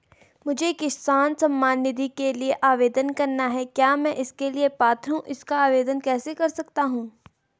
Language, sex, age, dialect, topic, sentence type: Hindi, female, 18-24, Garhwali, banking, question